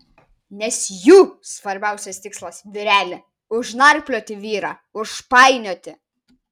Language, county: Lithuanian, Vilnius